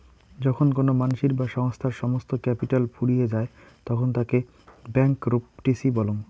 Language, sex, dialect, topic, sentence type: Bengali, male, Rajbangshi, banking, statement